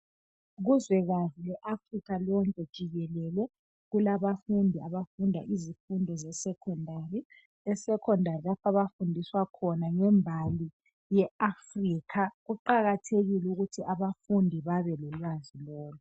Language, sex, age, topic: North Ndebele, male, 25-35, education